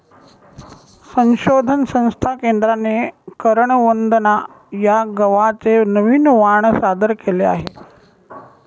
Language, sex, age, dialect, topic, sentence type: Marathi, male, 18-24, Northern Konkan, agriculture, statement